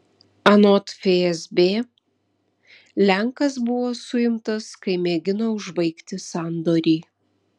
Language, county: Lithuanian, Vilnius